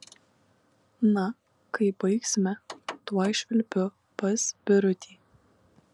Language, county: Lithuanian, Kaunas